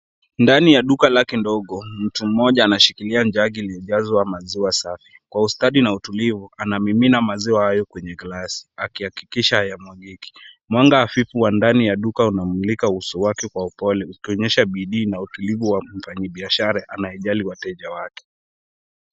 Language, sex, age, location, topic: Swahili, male, 18-24, Kisumu, finance